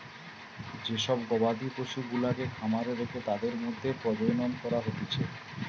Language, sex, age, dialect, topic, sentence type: Bengali, male, 36-40, Western, agriculture, statement